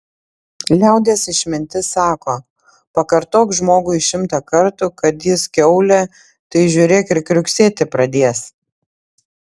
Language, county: Lithuanian, Panevėžys